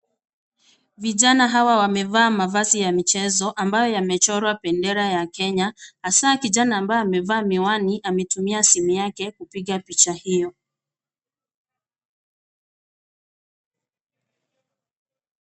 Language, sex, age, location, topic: Swahili, female, 25-35, Kisii, government